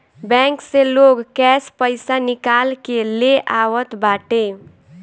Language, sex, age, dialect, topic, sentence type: Bhojpuri, female, 18-24, Northern, banking, statement